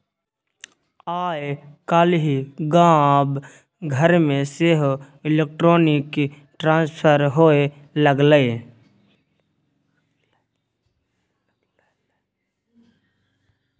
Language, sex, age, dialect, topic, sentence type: Maithili, male, 18-24, Bajjika, banking, statement